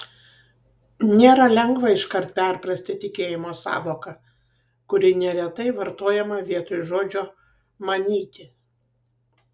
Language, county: Lithuanian, Kaunas